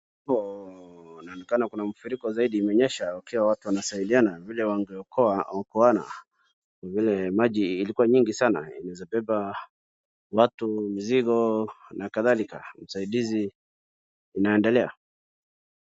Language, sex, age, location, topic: Swahili, male, 36-49, Wajir, health